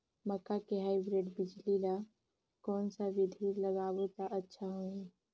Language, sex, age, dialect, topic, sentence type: Chhattisgarhi, female, 25-30, Northern/Bhandar, agriculture, question